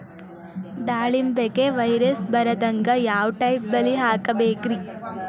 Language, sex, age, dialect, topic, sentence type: Kannada, female, 18-24, Dharwad Kannada, agriculture, question